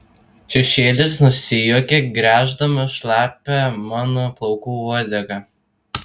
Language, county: Lithuanian, Tauragė